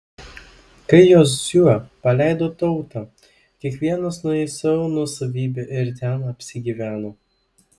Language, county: Lithuanian, Klaipėda